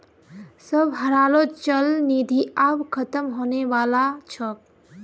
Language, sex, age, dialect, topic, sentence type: Magahi, female, 18-24, Northeastern/Surjapuri, banking, statement